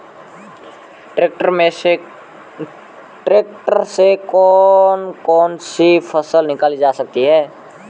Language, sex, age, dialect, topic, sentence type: Hindi, male, 18-24, Marwari Dhudhari, agriculture, question